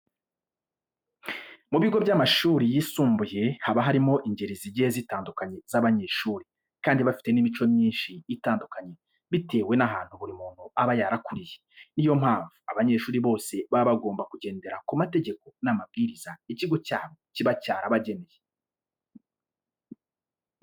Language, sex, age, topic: Kinyarwanda, male, 25-35, education